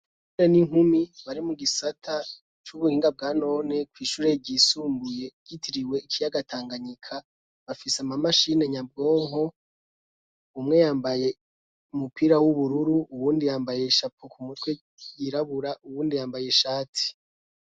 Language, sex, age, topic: Rundi, male, 25-35, education